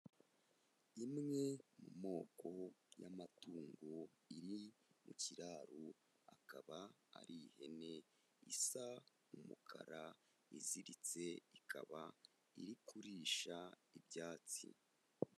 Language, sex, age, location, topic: Kinyarwanda, male, 18-24, Kigali, agriculture